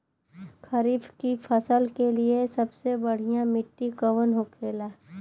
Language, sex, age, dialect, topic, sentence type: Bhojpuri, female, 25-30, Western, agriculture, question